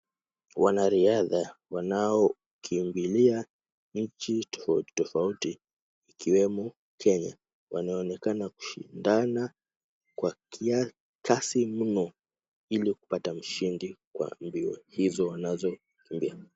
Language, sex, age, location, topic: Swahili, male, 18-24, Kisumu, government